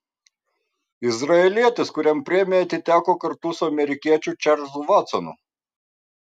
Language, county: Lithuanian, Vilnius